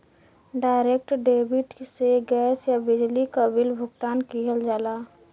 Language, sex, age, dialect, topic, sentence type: Bhojpuri, female, 18-24, Western, banking, statement